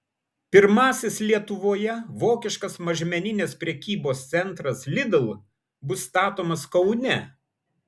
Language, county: Lithuanian, Vilnius